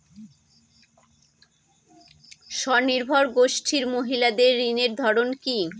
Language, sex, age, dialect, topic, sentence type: Bengali, female, 36-40, Northern/Varendri, banking, question